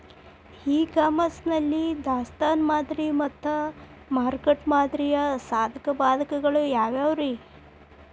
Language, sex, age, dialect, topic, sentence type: Kannada, female, 25-30, Dharwad Kannada, agriculture, question